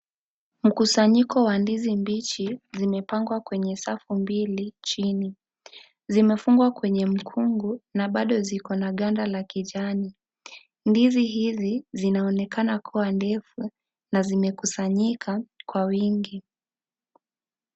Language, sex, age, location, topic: Swahili, female, 25-35, Kisii, agriculture